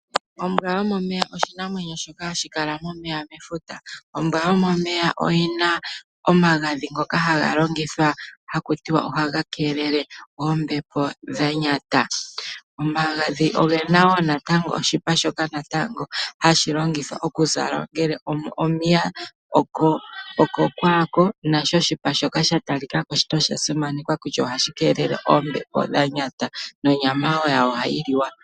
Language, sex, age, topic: Oshiwambo, female, 25-35, agriculture